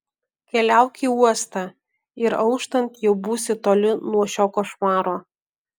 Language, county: Lithuanian, Alytus